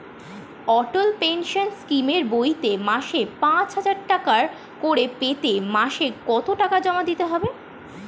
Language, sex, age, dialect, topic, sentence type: Bengali, female, 36-40, Standard Colloquial, banking, question